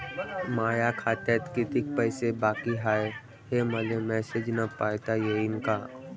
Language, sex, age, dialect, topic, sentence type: Marathi, male, 25-30, Varhadi, banking, question